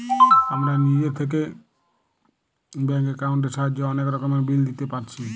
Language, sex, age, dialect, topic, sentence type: Bengali, male, 18-24, Western, banking, statement